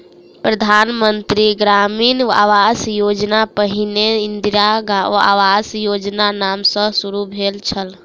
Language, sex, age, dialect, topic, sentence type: Maithili, female, 18-24, Southern/Standard, agriculture, statement